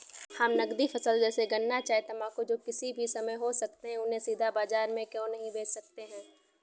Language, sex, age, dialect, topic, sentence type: Hindi, female, 18-24, Awadhi Bundeli, agriculture, question